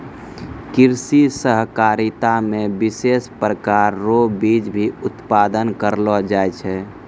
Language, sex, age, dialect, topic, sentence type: Maithili, male, 51-55, Angika, agriculture, statement